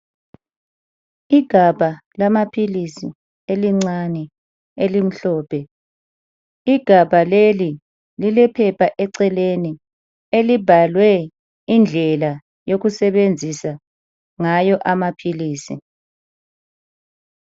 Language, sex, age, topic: North Ndebele, female, 18-24, health